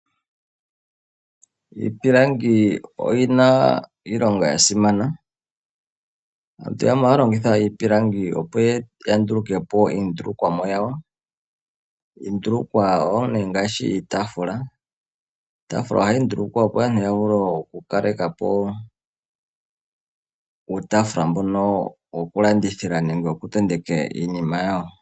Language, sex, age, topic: Oshiwambo, male, 25-35, finance